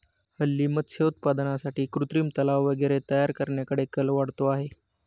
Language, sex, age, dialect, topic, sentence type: Marathi, male, 18-24, Standard Marathi, agriculture, statement